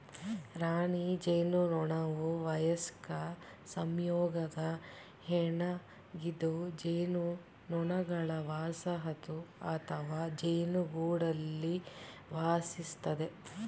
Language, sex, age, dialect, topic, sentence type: Kannada, female, 36-40, Mysore Kannada, agriculture, statement